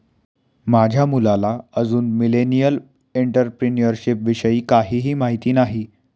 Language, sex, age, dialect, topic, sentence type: Marathi, male, 18-24, Standard Marathi, banking, statement